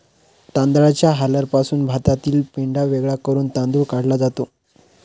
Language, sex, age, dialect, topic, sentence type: Marathi, male, 25-30, Standard Marathi, agriculture, statement